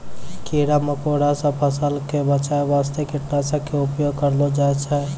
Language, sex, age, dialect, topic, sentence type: Maithili, male, 25-30, Angika, agriculture, statement